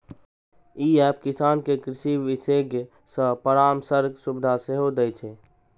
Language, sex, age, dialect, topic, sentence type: Maithili, male, 18-24, Eastern / Thethi, agriculture, statement